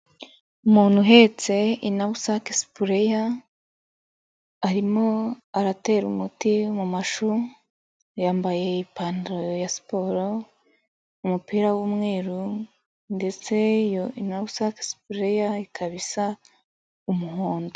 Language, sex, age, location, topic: Kinyarwanda, female, 25-35, Nyagatare, agriculture